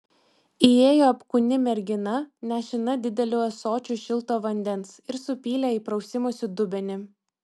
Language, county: Lithuanian, Vilnius